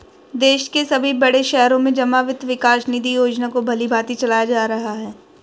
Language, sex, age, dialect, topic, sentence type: Hindi, female, 18-24, Marwari Dhudhari, banking, statement